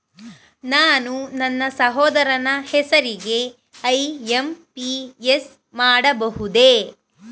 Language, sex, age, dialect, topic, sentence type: Kannada, female, 31-35, Mysore Kannada, banking, question